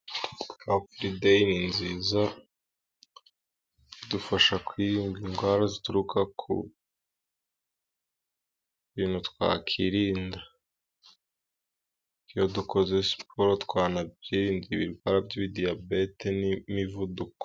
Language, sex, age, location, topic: Kinyarwanda, female, 18-24, Musanze, government